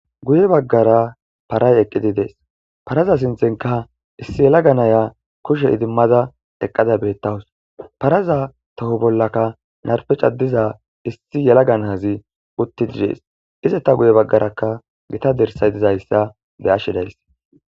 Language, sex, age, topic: Gamo, male, 18-24, agriculture